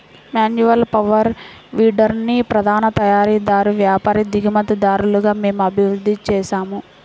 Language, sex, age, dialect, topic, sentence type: Telugu, female, 18-24, Central/Coastal, agriculture, statement